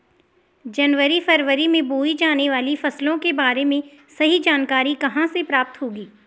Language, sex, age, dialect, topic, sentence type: Hindi, female, 18-24, Garhwali, agriculture, question